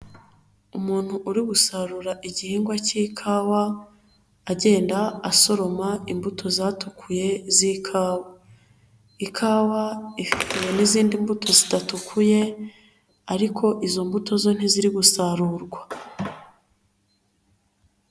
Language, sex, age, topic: Kinyarwanda, female, 25-35, agriculture